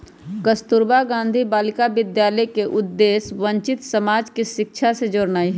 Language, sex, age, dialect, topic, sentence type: Magahi, female, 18-24, Western, banking, statement